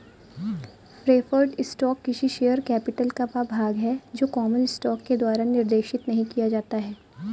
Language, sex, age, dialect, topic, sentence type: Hindi, female, 18-24, Awadhi Bundeli, banking, statement